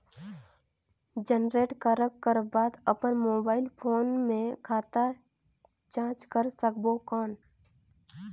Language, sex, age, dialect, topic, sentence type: Chhattisgarhi, female, 18-24, Northern/Bhandar, banking, question